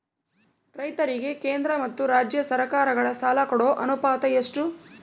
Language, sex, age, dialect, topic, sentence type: Kannada, female, 31-35, Central, agriculture, question